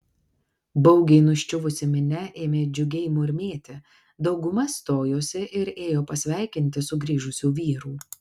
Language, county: Lithuanian, Kaunas